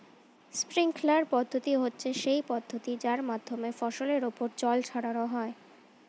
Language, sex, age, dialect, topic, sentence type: Bengali, female, 18-24, Standard Colloquial, agriculture, statement